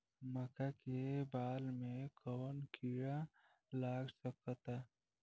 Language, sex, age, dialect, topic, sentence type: Bhojpuri, female, 18-24, Southern / Standard, agriculture, question